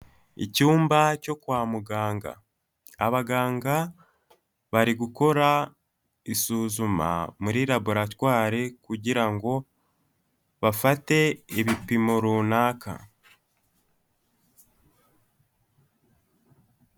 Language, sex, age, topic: Kinyarwanda, male, 18-24, health